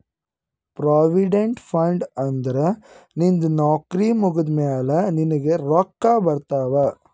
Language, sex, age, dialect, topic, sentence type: Kannada, female, 25-30, Northeastern, banking, statement